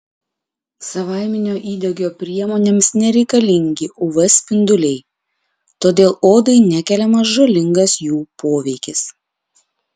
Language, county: Lithuanian, Klaipėda